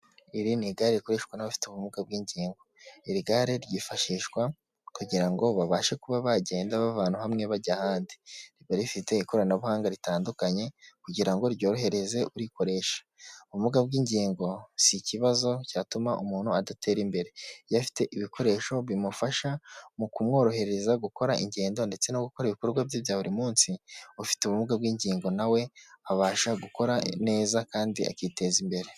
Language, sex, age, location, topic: Kinyarwanda, male, 18-24, Huye, health